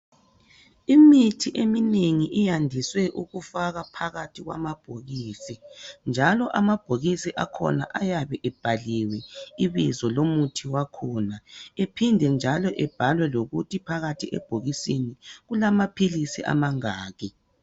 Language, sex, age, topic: North Ndebele, male, 36-49, health